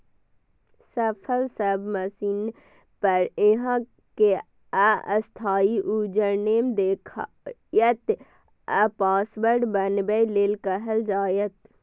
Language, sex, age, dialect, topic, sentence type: Maithili, female, 18-24, Eastern / Thethi, banking, statement